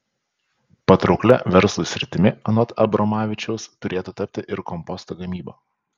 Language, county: Lithuanian, Panevėžys